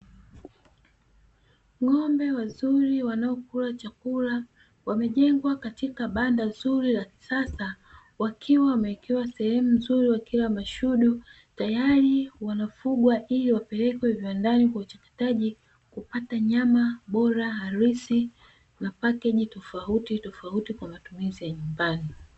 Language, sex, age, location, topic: Swahili, female, 36-49, Dar es Salaam, agriculture